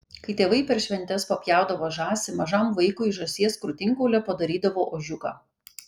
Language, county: Lithuanian, Kaunas